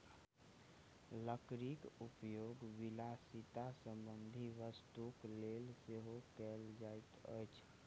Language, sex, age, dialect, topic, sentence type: Maithili, male, 18-24, Southern/Standard, agriculture, statement